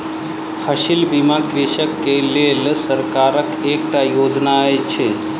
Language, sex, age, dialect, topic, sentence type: Maithili, male, 31-35, Southern/Standard, banking, statement